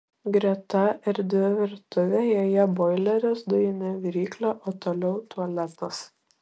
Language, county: Lithuanian, Šiauliai